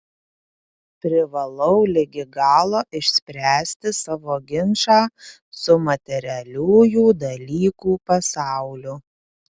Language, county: Lithuanian, Panevėžys